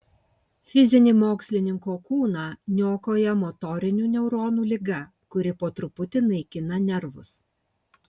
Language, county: Lithuanian, Kaunas